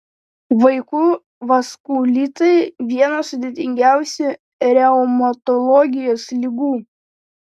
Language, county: Lithuanian, Panevėžys